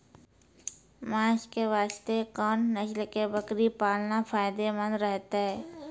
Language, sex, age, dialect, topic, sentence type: Maithili, female, 36-40, Angika, agriculture, question